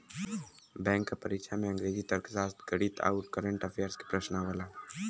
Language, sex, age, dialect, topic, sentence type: Bhojpuri, male, <18, Western, banking, statement